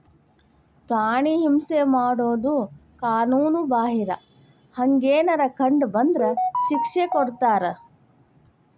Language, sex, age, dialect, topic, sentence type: Kannada, female, 18-24, Dharwad Kannada, agriculture, statement